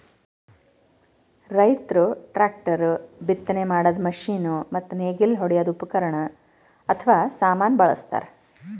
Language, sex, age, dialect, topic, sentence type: Kannada, female, 36-40, Northeastern, agriculture, statement